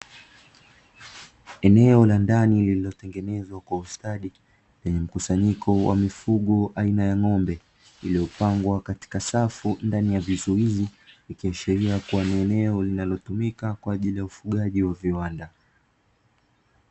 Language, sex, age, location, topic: Swahili, male, 25-35, Dar es Salaam, agriculture